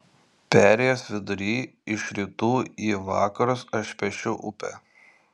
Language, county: Lithuanian, Šiauliai